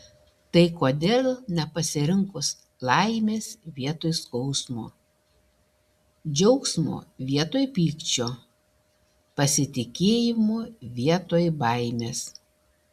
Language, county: Lithuanian, Šiauliai